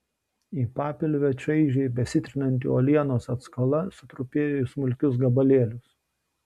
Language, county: Lithuanian, Šiauliai